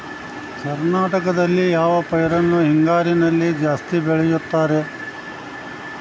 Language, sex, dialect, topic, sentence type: Kannada, male, Dharwad Kannada, agriculture, question